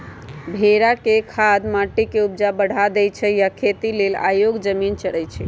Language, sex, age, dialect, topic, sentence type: Magahi, male, 18-24, Western, agriculture, statement